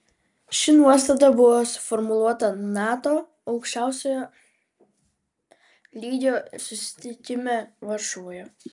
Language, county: Lithuanian, Vilnius